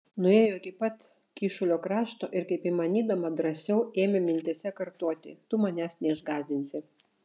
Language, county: Lithuanian, Šiauliai